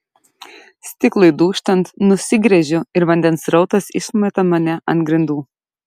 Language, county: Lithuanian, Šiauliai